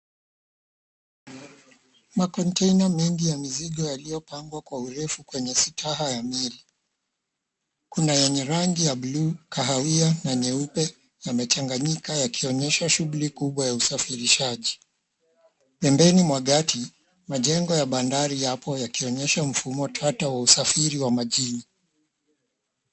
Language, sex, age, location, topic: Swahili, male, 36-49, Mombasa, government